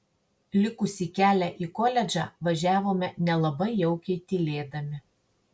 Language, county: Lithuanian, Marijampolė